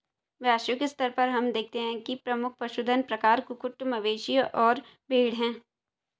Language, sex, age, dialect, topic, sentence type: Hindi, female, 18-24, Hindustani Malvi Khadi Boli, agriculture, statement